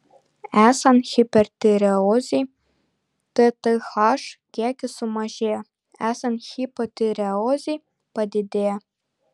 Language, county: Lithuanian, Panevėžys